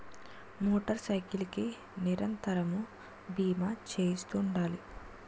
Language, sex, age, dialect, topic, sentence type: Telugu, female, 46-50, Utterandhra, banking, statement